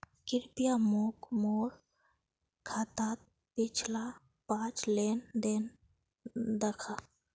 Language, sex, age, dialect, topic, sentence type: Magahi, female, 25-30, Northeastern/Surjapuri, banking, statement